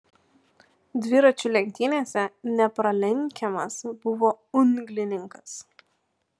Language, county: Lithuanian, Panevėžys